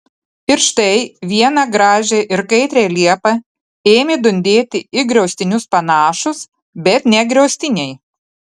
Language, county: Lithuanian, Telšiai